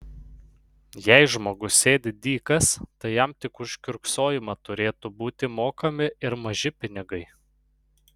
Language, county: Lithuanian, Panevėžys